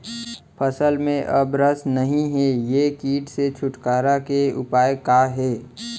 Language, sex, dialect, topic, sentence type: Chhattisgarhi, male, Central, agriculture, question